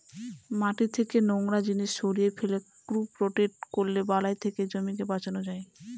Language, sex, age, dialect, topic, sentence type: Bengali, female, 25-30, Northern/Varendri, agriculture, statement